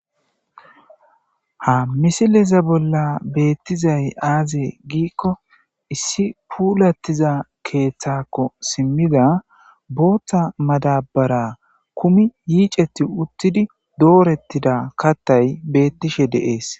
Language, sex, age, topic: Gamo, male, 25-35, agriculture